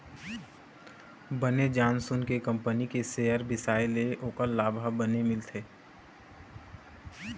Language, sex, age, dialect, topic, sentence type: Chhattisgarhi, male, 18-24, Eastern, banking, statement